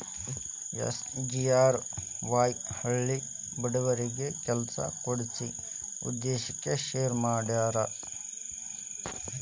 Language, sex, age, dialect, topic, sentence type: Kannada, male, 18-24, Dharwad Kannada, banking, statement